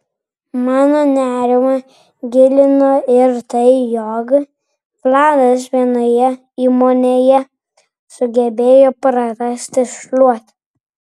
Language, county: Lithuanian, Vilnius